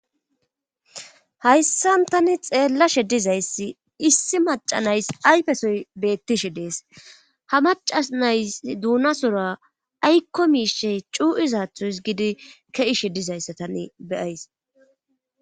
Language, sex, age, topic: Gamo, male, 25-35, government